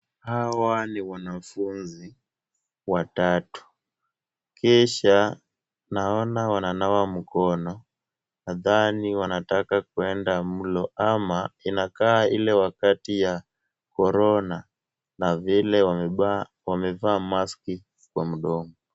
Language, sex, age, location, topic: Swahili, male, 18-24, Kisumu, health